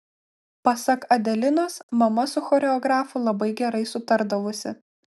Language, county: Lithuanian, Klaipėda